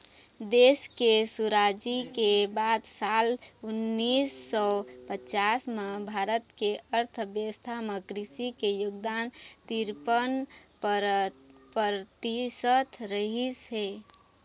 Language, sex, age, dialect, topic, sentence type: Chhattisgarhi, female, 25-30, Eastern, agriculture, statement